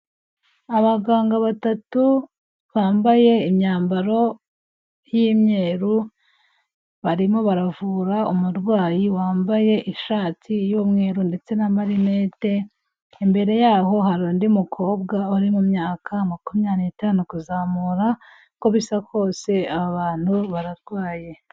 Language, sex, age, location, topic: Kinyarwanda, female, 18-24, Kigali, health